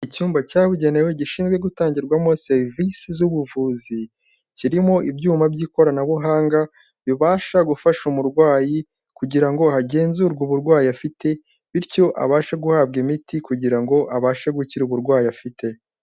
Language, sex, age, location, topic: Kinyarwanda, male, 18-24, Kigali, health